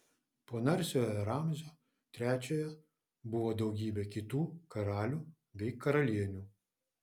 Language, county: Lithuanian, Vilnius